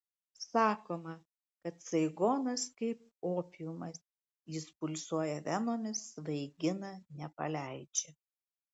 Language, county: Lithuanian, Klaipėda